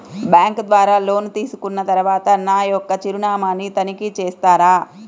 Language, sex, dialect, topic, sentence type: Telugu, female, Central/Coastal, banking, question